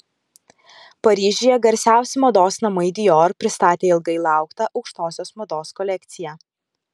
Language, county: Lithuanian, Kaunas